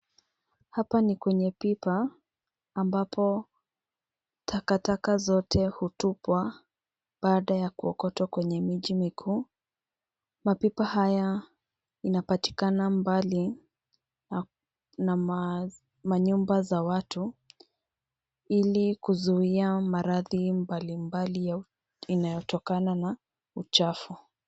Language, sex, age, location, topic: Swahili, female, 25-35, Nairobi, government